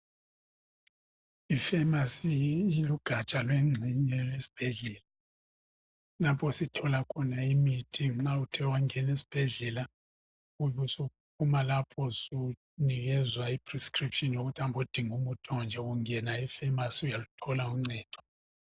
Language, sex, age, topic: North Ndebele, male, 50+, health